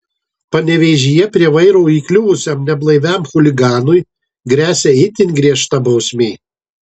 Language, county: Lithuanian, Marijampolė